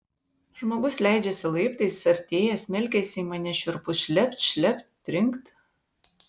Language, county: Lithuanian, Vilnius